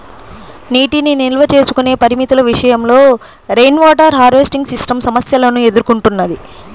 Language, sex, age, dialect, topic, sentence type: Telugu, female, 31-35, Central/Coastal, agriculture, statement